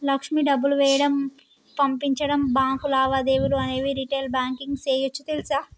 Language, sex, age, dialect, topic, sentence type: Telugu, male, 25-30, Telangana, banking, statement